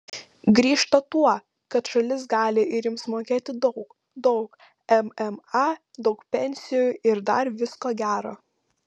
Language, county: Lithuanian, Panevėžys